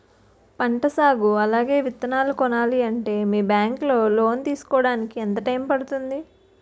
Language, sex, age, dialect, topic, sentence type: Telugu, female, 60-100, Utterandhra, banking, question